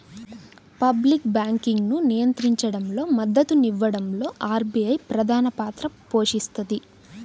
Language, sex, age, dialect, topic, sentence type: Telugu, female, 18-24, Central/Coastal, banking, statement